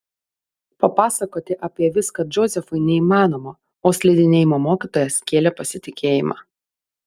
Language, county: Lithuanian, Panevėžys